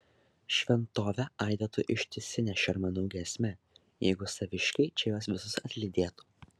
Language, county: Lithuanian, Šiauliai